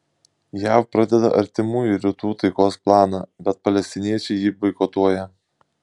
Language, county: Lithuanian, Šiauliai